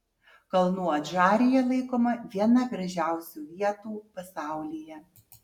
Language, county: Lithuanian, Utena